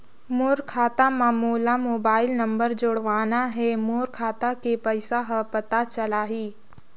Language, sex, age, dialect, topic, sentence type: Chhattisgarhi, female, 60-100, Northern/Bhandar, banking, question